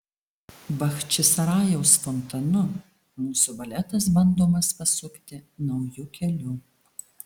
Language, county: Lithuanian, Alytus